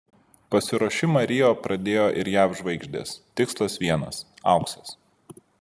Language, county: Lithuanian, Vilnius